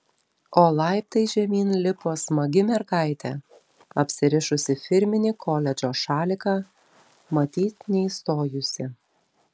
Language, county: Lithuanian, Telšiai